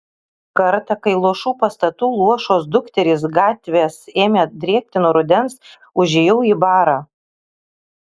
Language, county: Lithuanian, Kaunas